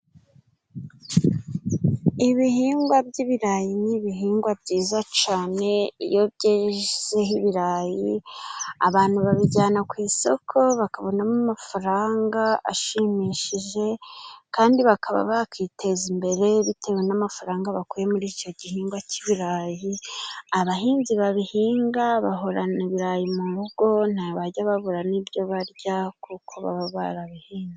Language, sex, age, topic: Kinyarwanda, female, 25-35, agriculture